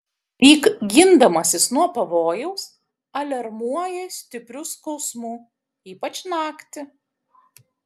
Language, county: Lithuanian, Kaunas